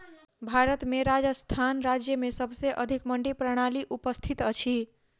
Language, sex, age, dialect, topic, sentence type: Maithili, female, 51-55, Southern/Standard, agriculture, statement